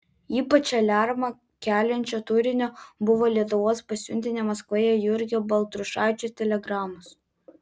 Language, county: Lithuanian, Vilnius